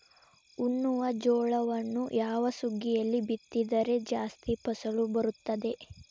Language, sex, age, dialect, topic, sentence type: Kannada, female, 18-24, Dharwad Kannada, agriculture, question